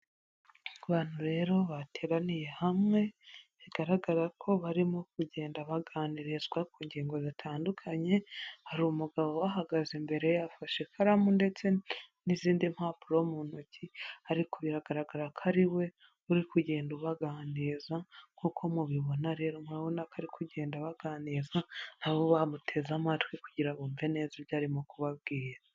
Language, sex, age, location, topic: Kinyarwanda, female, 25-35, Huye, health